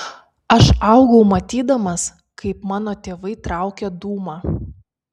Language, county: Lithuanian, Kaunas